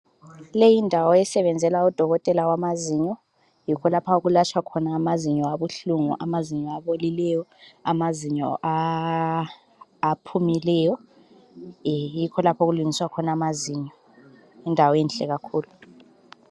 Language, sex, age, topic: North Ndebele, female, 25-35, health